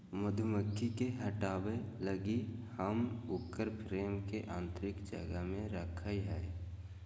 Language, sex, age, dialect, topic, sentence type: Magahi, male, 25-30, Southern, agriculture, statement